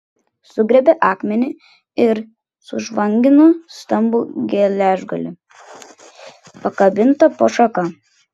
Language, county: Lithuanian, Klaipėda